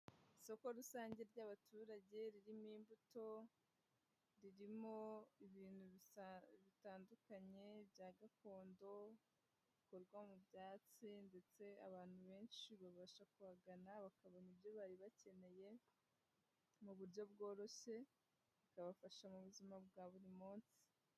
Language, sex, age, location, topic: Kinyarwanda, female, 18-24, Huye, health